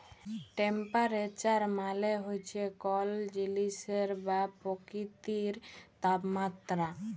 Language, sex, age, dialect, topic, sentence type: Bengali, female, 18-24, Jharkhandi, agriculture, statement